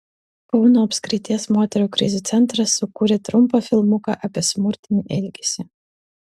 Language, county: Lithuanian, Utena